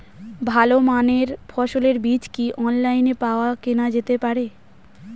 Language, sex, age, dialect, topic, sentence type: Bengali, female, 18-24, Standard Colloquial, agriculture, question